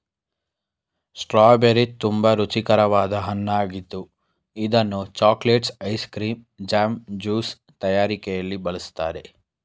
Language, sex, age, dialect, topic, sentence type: Kannada, male, 18-24, Mysore Kannada, agriculture, statement